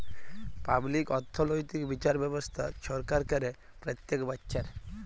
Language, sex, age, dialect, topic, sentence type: Bengali, male, 18-24, Jharkhandi, banking, statement